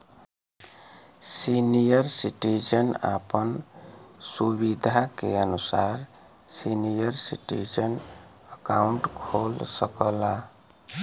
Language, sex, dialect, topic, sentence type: Bhojpuri, female, Western, banking, statement